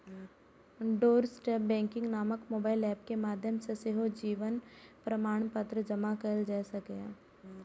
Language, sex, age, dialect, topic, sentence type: Maithili, female, 18-24, Eastern / Thethi, banking, statement